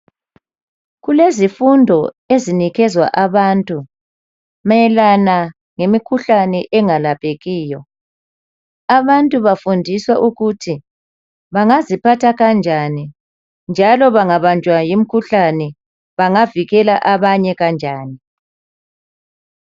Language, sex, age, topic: North Ndebele, male, 36-49, health